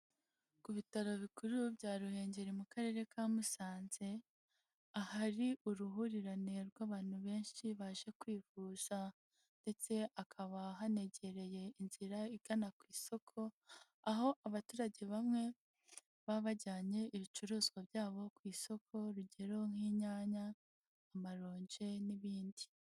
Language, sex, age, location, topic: Kinyarwanda, female, 18-24, Huye, health